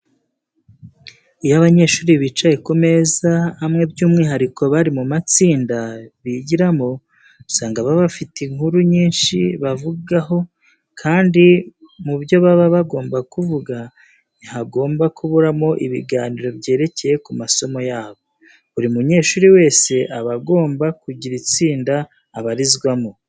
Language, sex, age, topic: Kinyarwanda, male, 36-49, education